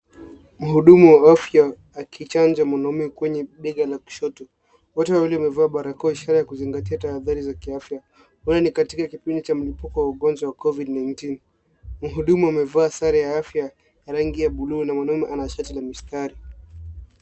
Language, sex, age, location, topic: Swahili, male, 18-24, Nairobi, health